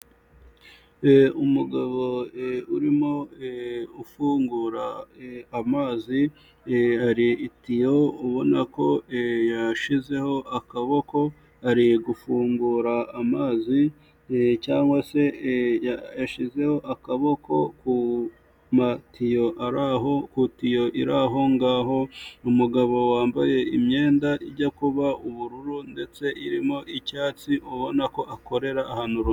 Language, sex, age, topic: Kinyarwanda, male, 18-24, government